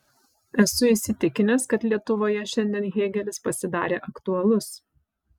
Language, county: Lithuanian, Vilnius